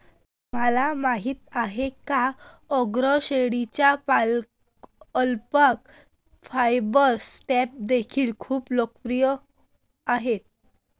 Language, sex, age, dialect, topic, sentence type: Marathi, female, 18-24, Varhadi, agriculture, statement